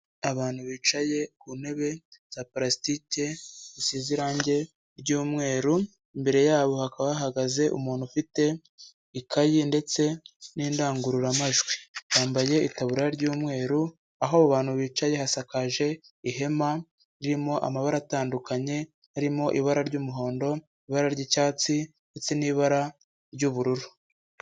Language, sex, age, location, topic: Kinyarwanda, male, 25-35, Huye, health